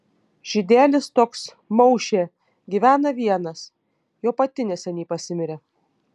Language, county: Lithuanian, Panevėžys